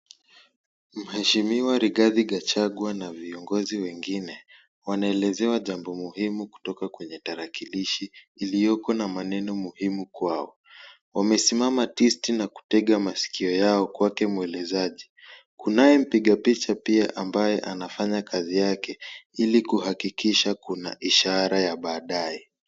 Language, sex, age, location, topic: Swahili, male, 18-24, Kisumu, government